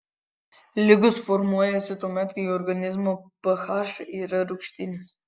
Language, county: Lithuanian, Kaunas